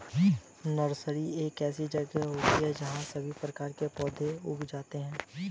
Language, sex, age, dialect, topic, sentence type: Hindi, male, 18-24, Hindustani Malvi Khadi Boli, agriculture, statement